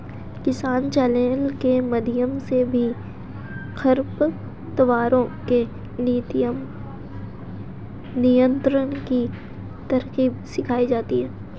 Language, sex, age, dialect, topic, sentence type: Hindi, female, 18-24, Hindustani Malvi Khadi Boli, agriculture, statement